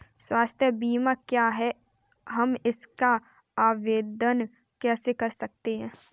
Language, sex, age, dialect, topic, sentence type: Hindi, female, 25-30, Kanauji Braj Bhasha, banking, question